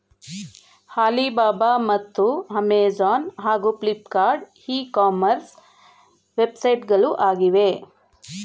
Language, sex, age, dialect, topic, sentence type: Kannada, female, 41-45, Mysore Kannada, banking, statement